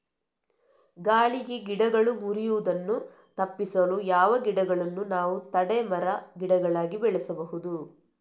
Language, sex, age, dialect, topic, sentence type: Kannada, female, 31-35, Coastal/Dakshin, agriculture, question